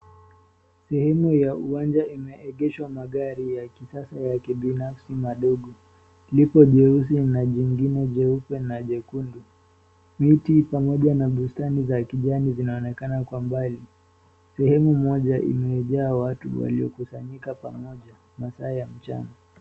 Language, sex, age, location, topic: Swahili, male, 18-24, Nairobi, finance